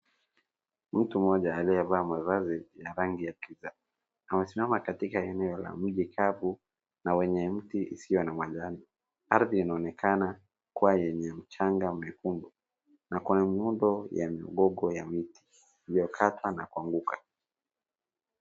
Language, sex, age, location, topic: Swahili, male, 36-49, Wajir, health